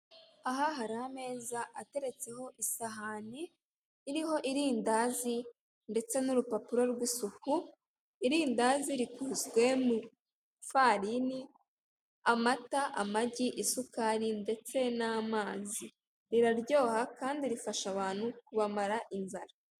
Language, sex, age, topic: Kinyarwanda, female, 18-24, finance